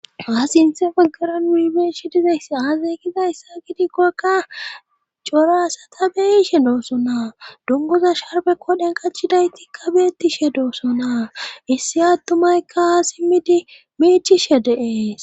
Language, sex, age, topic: Gamo, female, 18-24, government